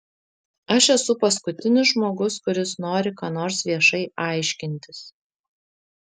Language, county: Lithuanian, Vilnius